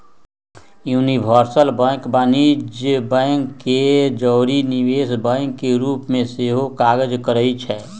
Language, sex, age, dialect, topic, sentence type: Magahi, male, 60-100, Western, banking, statement